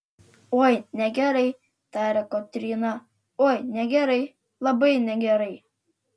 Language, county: Lithuanian, Telšiai